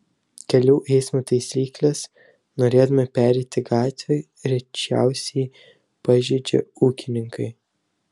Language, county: Lithuanian, Telšiai